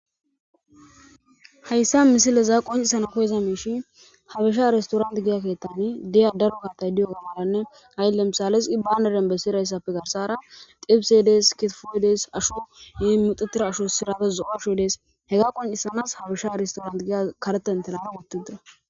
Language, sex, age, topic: Gamo, female, 25-35, government